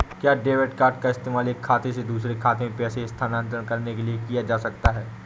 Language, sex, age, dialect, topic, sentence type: Hindi, male, 18-24, Awadhi Bundeli, banking, question